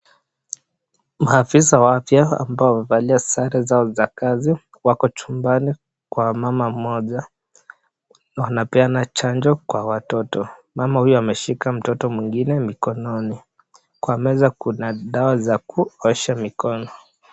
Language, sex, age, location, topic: Swahili, male, 25-35, Nakuru, health